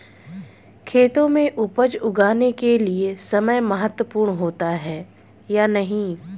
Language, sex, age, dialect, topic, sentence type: Hindi, female, 25-30, Hindustani Malvi Khadi Boli, agriculture, question